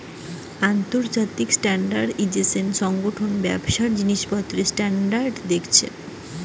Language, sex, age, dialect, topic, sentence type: Bengali, female, 25-30, Western, banking, statement